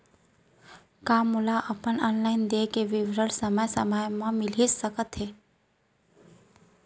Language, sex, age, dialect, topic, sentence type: Chhattisgarhi, female, 56-60, Central, banking, question